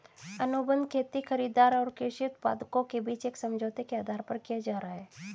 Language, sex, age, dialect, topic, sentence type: Hindi, female, 36-40, Hindustani Malvi Khadi Boli, agriculture, statement